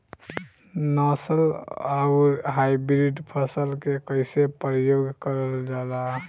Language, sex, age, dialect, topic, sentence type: Bhojpuri, male, 18-24, Southern / Standard, agriculture, question